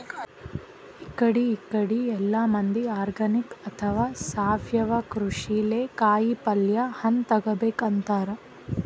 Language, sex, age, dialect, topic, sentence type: Kannada, female, 18-24, Northeastern, agriculture, statement